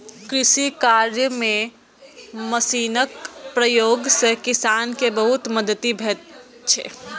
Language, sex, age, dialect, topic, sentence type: Maithili, male, 18-24, Eastern / Thethi, agriculture, statement